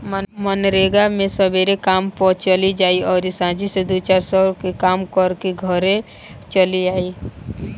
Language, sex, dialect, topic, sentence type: Bhojpuri, female, Northern, banking, statement